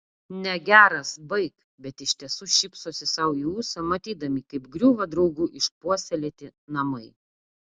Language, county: Lithuanian, Utena